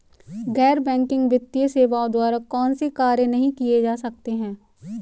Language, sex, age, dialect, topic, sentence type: Hindi, female, 18-24, Marwari Dhudhari, banking, question